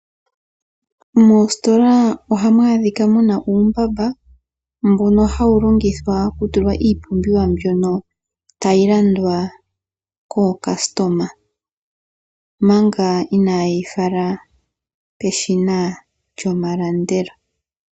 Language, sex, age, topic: Oshiwambo, female, 25-35, finance